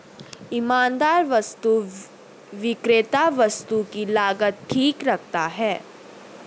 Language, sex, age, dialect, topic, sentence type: Hindi, female, 31-35, Hindustani Malvi Khadi Boli, banking, statement